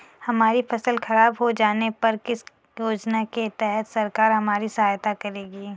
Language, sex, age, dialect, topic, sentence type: Hindi, female, 41-45, Kanauji Braj Bhasha, agriculture, question